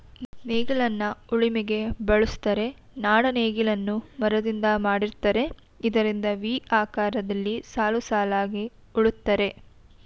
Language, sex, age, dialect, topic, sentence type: Kannada, female, 18-24, Mysore Kannada, agriculture, statement